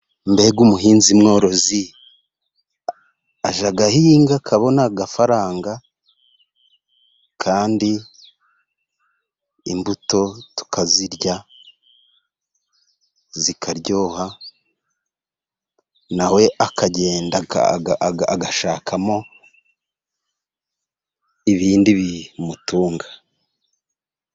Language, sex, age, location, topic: Kinyarwanda, male, 36-49, Musanze, agriculture